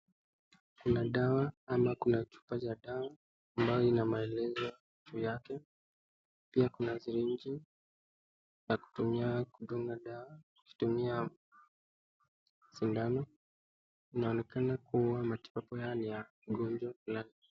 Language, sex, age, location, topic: Swahili, male, 18-24, Nakuru, health